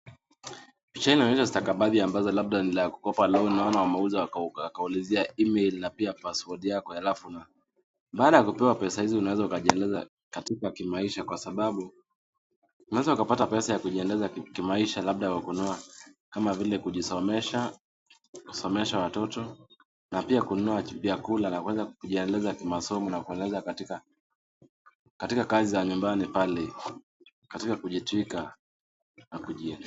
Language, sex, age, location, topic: Swahili, male, 18-24, Nakuru, finance